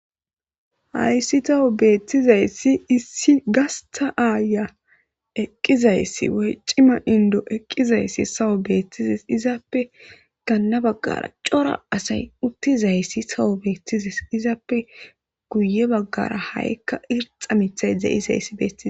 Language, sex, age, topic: Gamo, male, 25-35, government